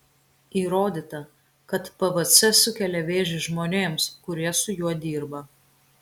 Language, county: Lithuanian, Kaunas